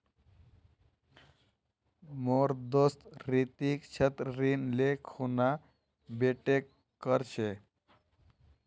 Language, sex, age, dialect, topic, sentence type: Magahi, male, 18-24, Northeastern/Surjapuri, banking, statement